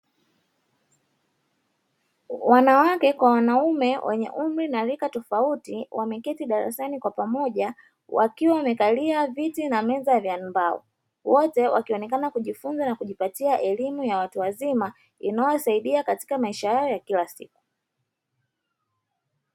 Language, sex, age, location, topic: Swahili, female, 25-35, Dar es Salaam, education